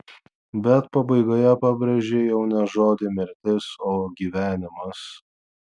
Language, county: Lithuanian, Vilnius